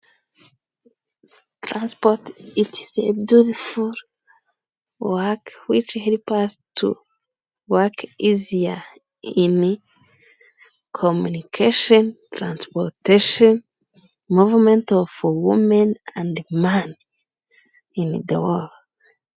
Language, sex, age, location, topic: Kinyarwanda, female, 25-35, Musanze, government